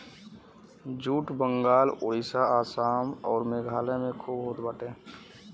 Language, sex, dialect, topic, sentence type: Bhojpuri, male, Western, agriculture, statement